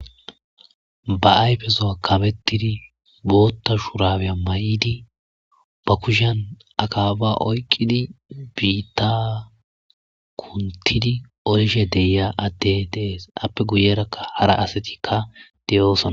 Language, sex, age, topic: Gamo, male, 25-35, agriculture